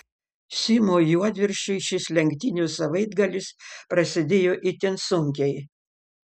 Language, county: Lithuanian, Panevėžys